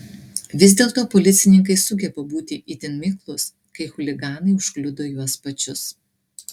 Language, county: Lithuanian, Klaipėda